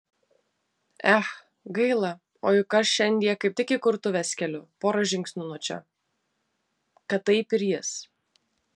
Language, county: Lithuanian, Vilnius